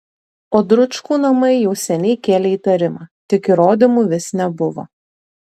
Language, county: Lithuanian, Tauragė